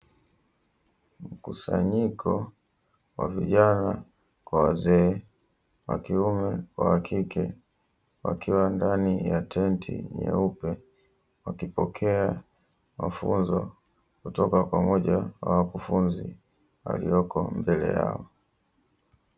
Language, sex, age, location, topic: Swahili, male, 18-24, Dar es Salaam, education